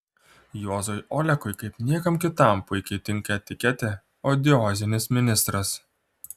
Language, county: Lithuanian, Klaipėda